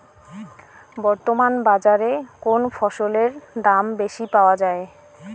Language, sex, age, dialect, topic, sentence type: Bengali, female, 25-30, Rajbangshi, agriculture, question